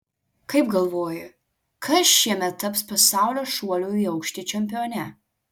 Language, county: Lithuanian, Alytus